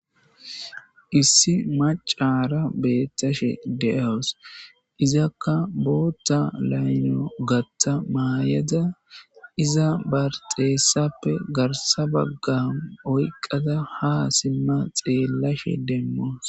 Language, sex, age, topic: Gamo, male, 18-24, government